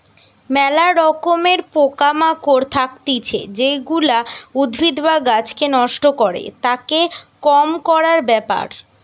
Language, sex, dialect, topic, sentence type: Bengali, female, Western, agriculture, statement